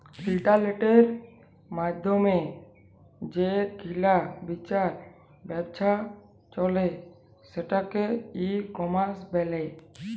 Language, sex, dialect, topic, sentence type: Bengali, male, Jharkhandi, agriculture, statement